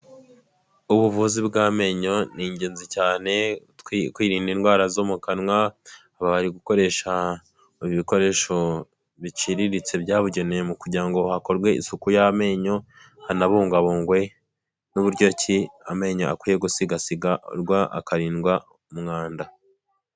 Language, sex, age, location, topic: Kinyarwanda, male, 18-24, Huye, health